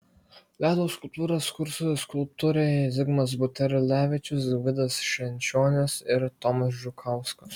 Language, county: Lithuanian, Marijampolė